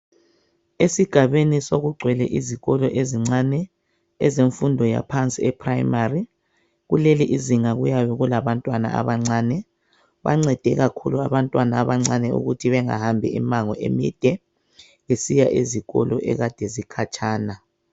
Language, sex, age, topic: North Ndebele, male, 36-49, education